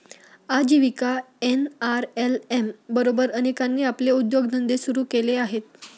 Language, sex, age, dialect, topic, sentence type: Marathi, female, 18-24, Standard Marathi, banking, statement